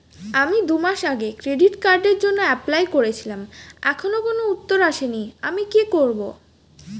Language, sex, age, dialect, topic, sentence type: Bengali, female, 18-24, Standard Colloquial, banking, question